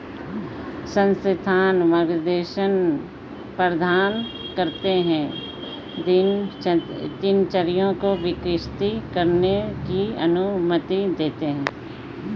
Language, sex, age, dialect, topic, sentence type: Hindi, female, 18-24, Hindustani Malvi Khadi Boli, banking, statement